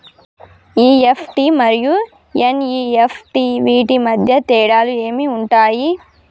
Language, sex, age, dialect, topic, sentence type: Telugu, male, 18-24, Telangana, banking, question